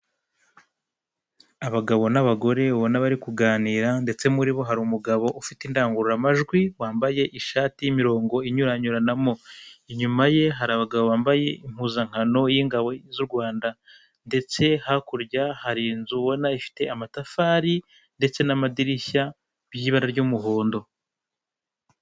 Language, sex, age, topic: Kinyarwanda, male, 25-35, government